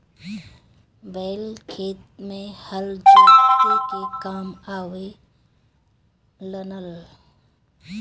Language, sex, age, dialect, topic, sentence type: Bhojpuri, female, 36-40, Northern, agriculture, statement